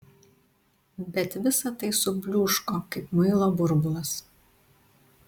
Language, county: Lithuanian, Tauragė